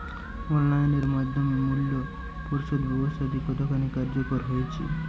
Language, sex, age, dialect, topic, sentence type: Bengali, male, 18-24, Jharkhandi, agriculture, question